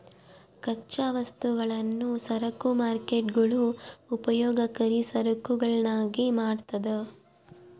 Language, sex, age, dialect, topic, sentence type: Kannada, female, 18-24, Central, banking, statement